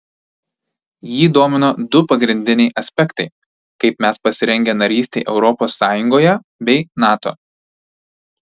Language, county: Lithuanian, Tauragė